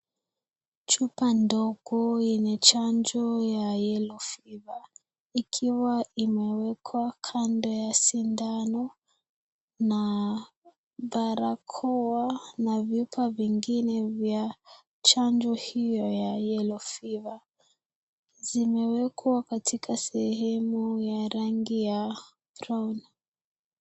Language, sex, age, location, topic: Swahili, female, 18-24, Kisii, health